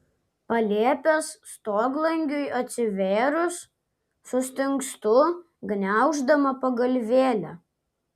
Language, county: Lithuanian, Klaipėda